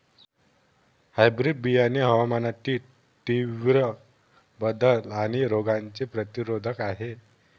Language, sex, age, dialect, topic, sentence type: Marathi, male, 18-24, Northern Konkan, agriculture, statement